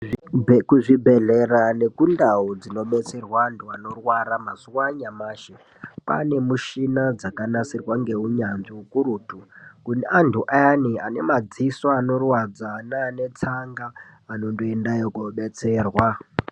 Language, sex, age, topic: Ndau, male, 18-24, health